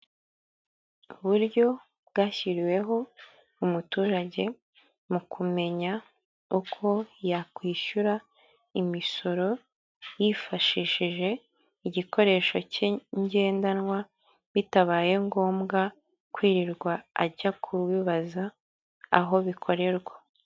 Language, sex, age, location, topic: Kinyarwanda, male, 50+, Kigali, government